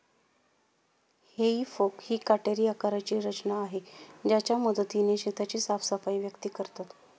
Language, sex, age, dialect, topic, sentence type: Marathi, female, 36-40, Standard Marathi, agriculture, statement